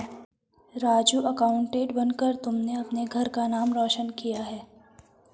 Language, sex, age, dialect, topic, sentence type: Hindi, female, 18-24, Garhwali, banking, statement